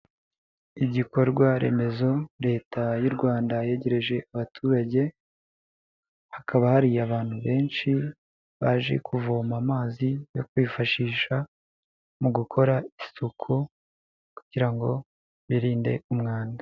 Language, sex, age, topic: Kinyarwanda, male, 18-24, health